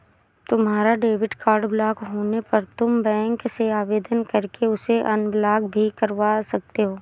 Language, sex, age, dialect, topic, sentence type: Hindi, female, 18-24, Awadhi Bundeli, banking, statement